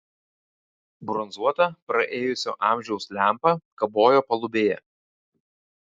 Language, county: Lithuanian, Vilnius